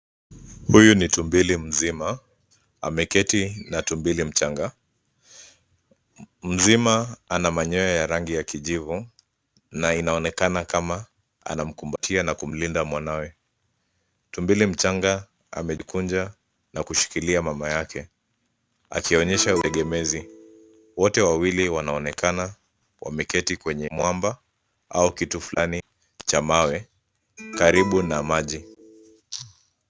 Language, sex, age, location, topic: Swahili, male, 25-35, Nairobi, agriculture